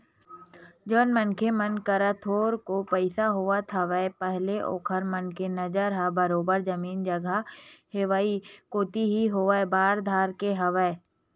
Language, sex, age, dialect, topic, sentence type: Chhattisgarhi, female, 25-30, Western/Budati/Khatahi, banking, statement